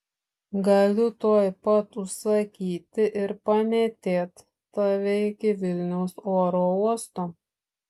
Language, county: Lithuanian, Šiauliai